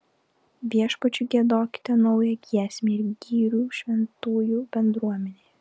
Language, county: Lithuanian, Klaipėda